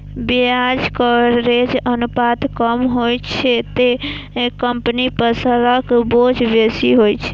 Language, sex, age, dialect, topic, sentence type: Maithili, female, 18-24, Eastern / Thethi, banking, statement